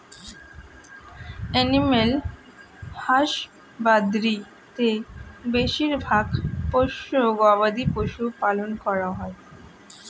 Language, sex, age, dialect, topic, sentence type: Bengali, female, <18, Standard Colloquial, agriculture, statement